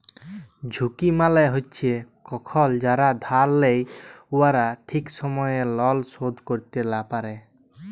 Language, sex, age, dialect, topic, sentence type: Bengali, male, 25-30, Jharkhandi, banking, statement